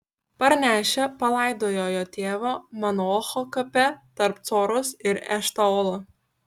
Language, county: Lithuanian, Kaunas